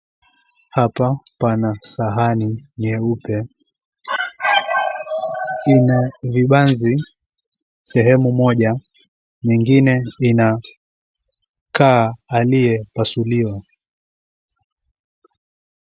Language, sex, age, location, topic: Swahili, female, 18-24, Mombasa, agriculture